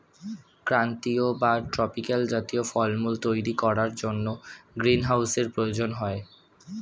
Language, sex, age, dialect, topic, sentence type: Bengali, male, 18-24, Standard Colloquial, agriculture, statement